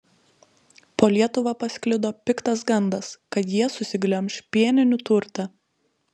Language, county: Lithuanian, Telšiai